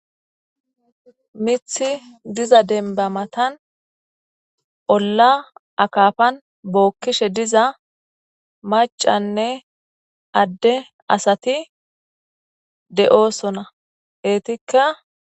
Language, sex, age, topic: Gamo, female, 25-35, agriculture